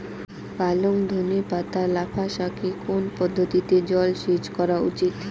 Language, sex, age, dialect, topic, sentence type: Bengali, female, 18-24, Rajbangshi, agriculture, question